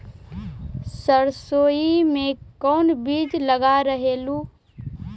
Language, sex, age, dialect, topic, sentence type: Magahi, female, 25-30, Central/Standard, agriculture, question